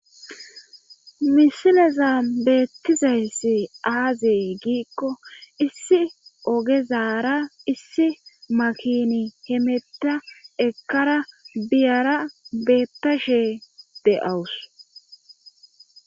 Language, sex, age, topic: Gamo, female, 25-35, government